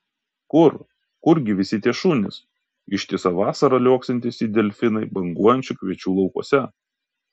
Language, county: Lithuanian, Kaunas